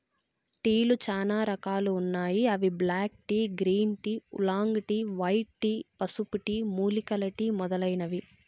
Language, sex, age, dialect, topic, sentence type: Telugu, female, 46-50, Southern, agriculture, statement